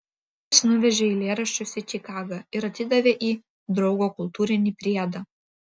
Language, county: Lithuanian, Vilnius